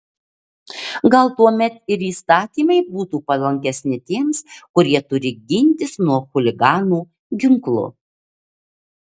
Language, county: Lithuanian, Marijampolė